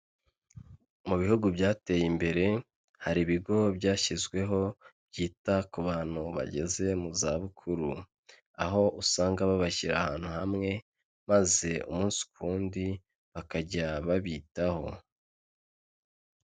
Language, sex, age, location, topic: Kinyarwanda, male, 25-35, Kigali, health